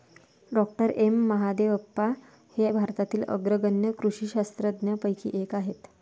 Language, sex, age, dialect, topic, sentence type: Marathi, female, 41-45, Varhadi, agriculture, statement